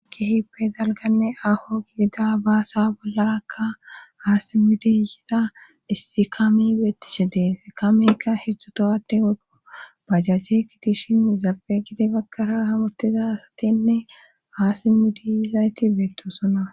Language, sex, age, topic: Gamo, female, 18-24, government